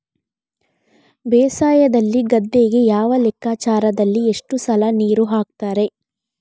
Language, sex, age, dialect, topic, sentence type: Kannada, female, 36-40, Coastal/Dakshin, agriculture, question